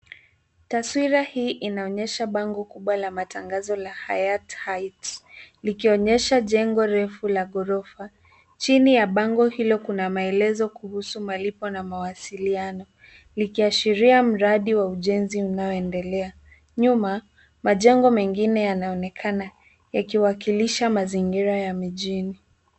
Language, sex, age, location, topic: Swahili, female, 18-24, Nairobi, finance